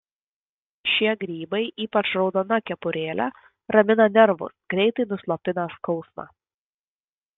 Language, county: Lithuanian, Vilnius